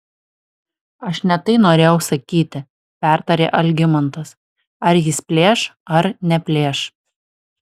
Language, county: Lithuanian, Alytus